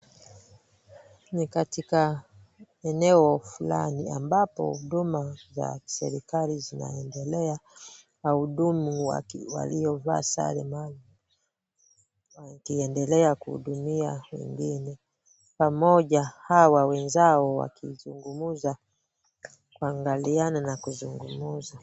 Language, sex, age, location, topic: Swahili, female, 25-35, Kisumu, government